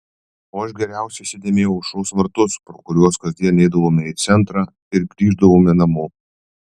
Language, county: Lithuanian, Panevėžys